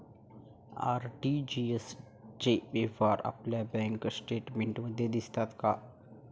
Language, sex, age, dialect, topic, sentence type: Marathi, male, 18-24, Standard Marathi, banking, question